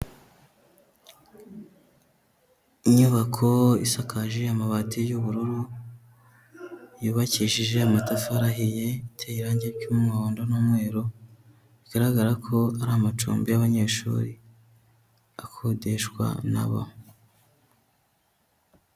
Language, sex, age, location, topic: Kinyarwanda, male, 18-24, Huye, education